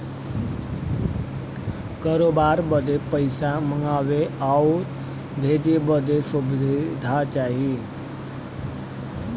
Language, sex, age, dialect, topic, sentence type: Bhojpuri, male, 60-100, Western, banking, statement